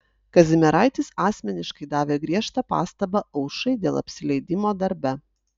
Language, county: Lithuanian, Utena